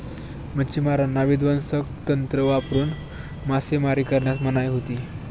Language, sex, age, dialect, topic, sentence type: Marathi, male, 18-24, Standard Marathi, agriculture, statement